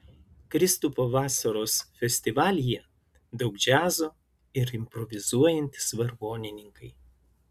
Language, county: Lithuanian, Klaipėda